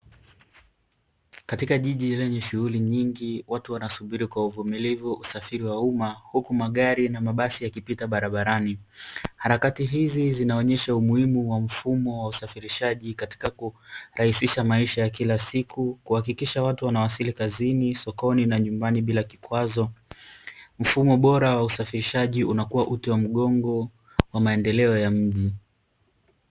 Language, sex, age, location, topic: Swahili, male, 18-24, Dar es Salaam, government